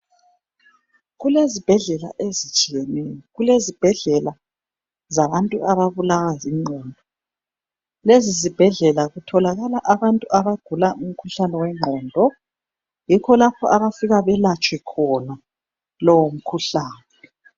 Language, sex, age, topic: North Ndebele, male, 25-35, health